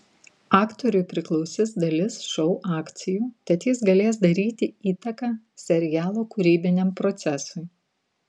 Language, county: Lithuanian, Vilnius